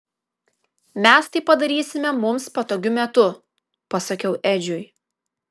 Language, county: Lithuanian, Kaunas